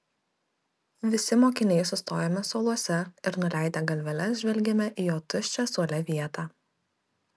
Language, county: Lithuanian, Kaunas